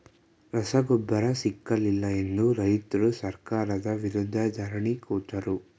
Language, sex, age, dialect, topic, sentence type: Kannada, male, 18-24, Mysore Kannada, agriculture, statement